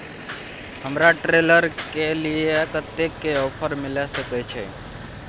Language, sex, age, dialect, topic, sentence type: Maithili, male, 18-24, Bajjika, agriculture, question